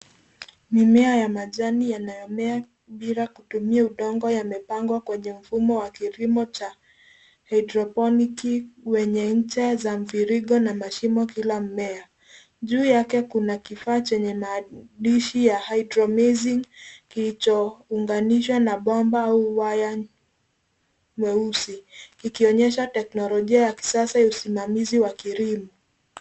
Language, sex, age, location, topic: Swahili, female, 18-24, Nairobi, agriculture